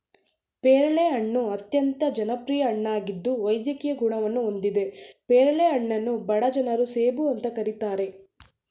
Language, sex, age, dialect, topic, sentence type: Kannada, female, 18-24, Mysore Kannada, agriculture, statement